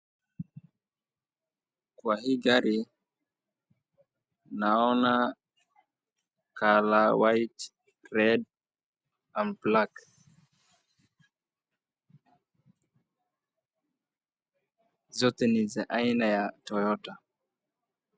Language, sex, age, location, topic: Swahili, male, 18-24, Wajir, finance